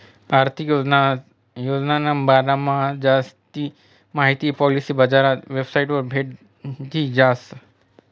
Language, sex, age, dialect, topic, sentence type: Marathi, male, 36-40, Northern Konkan, banking, statement